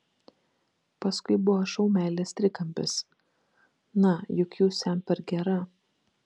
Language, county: Lithuanian, Kaunas